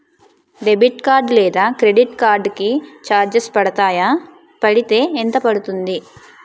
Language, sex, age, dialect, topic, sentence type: Telugu, female, 25-30, Utterandhra, banking, question